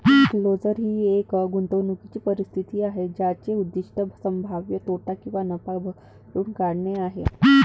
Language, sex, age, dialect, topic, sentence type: Marathi, female, 25-30, Varhadi, banking, statement